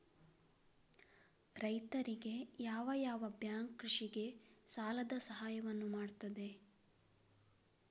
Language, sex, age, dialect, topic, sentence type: Kannada, female, 25-30, Coastal/Dakshin, agriculture, question